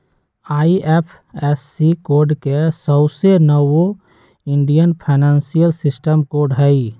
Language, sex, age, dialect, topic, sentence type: Magahi, male, 25-30, Western, banking, statement